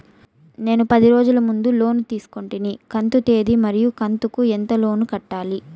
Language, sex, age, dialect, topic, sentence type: Telugu, female, 25-30, Southern, banking, question